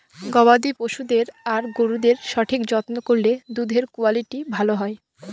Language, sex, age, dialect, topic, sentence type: Bengali, female, 18-24, Northern/Varendri, agriculture, statement